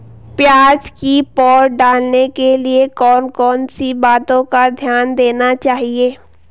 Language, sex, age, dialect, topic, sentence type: Hindi, female, 18-24, Garhwali, agriculture, question